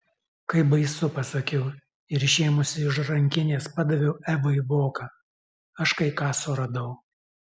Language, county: Lithuanian, Alytus